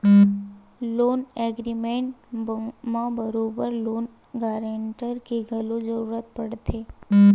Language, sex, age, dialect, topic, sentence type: Chhattisgarhi, female, 18-24, Western/Budati/Khatahi, banking, statement